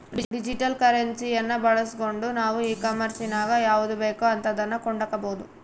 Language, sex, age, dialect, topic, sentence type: Kannada, female, 18-24, Central, banking, statement